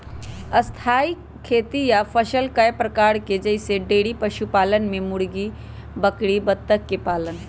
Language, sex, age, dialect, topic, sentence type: Magahi, male, 18-24, Western, agriculture, statement